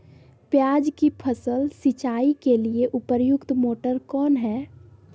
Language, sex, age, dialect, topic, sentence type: Magahi, female, 18-24, Southern, agriculture, question